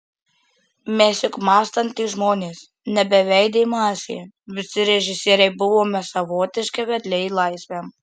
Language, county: Lithuanian, Marijampolė